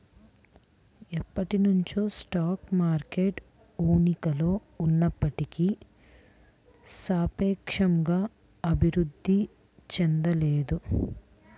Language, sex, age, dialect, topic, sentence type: Telugu, female, 18-24, Central/Coastal, banking, statement